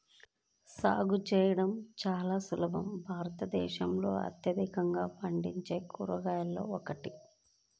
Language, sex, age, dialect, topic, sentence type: Telugu, female, 25-30, Central/Coastal, agriculture, statement